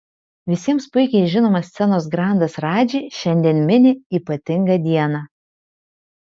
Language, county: Lithuanian, Vilnius